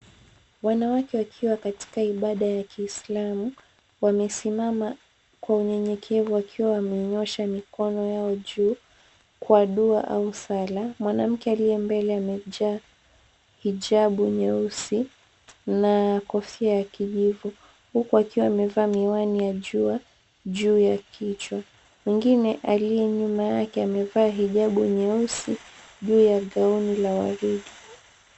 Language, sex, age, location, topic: Swahili, female, 25-35, Mombasa, government